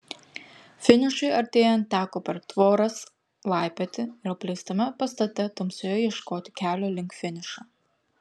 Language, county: Lithuanian, Kaunas